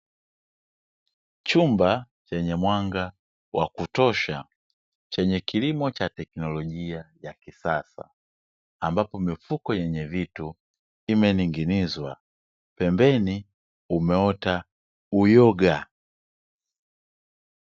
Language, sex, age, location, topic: Swahili, male, 25-35, Dar es Salaam, agriculture